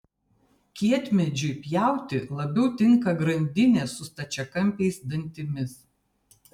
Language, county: Lithuanian, Vilnius